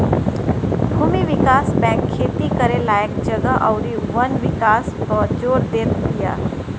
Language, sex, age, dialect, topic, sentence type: Bhojpuri, female, 60-100, Northern, banking, statement